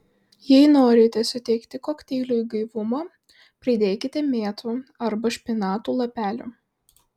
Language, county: Lithuanian, Vilnius